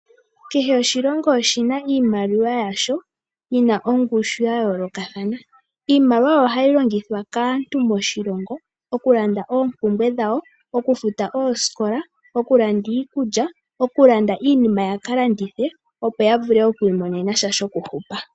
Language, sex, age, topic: Oshiwambo, female, 18-24, finance